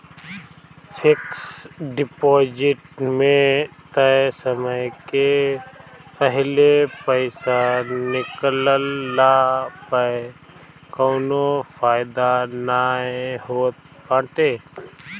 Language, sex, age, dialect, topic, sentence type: Bhojpuri, male, 25-30, Northern, banking, statement